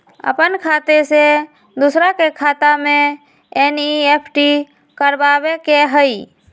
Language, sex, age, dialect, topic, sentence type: Magahi, female, 18-24, Western, banking, question